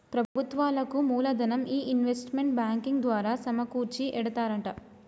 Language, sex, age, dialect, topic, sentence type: Telugu, female, 25-30, Telangana, banking, statement